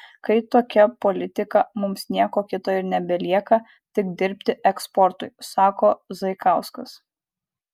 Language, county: Lithuanian, Kaunas